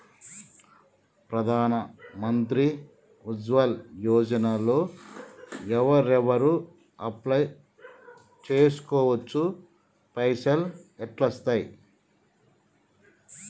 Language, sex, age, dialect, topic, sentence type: Telugu, male, 46-50, Telangana, banking, question